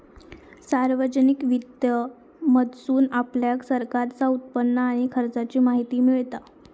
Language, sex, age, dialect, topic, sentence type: Marathi, female, 31-35, Southern Konkan, banking, statement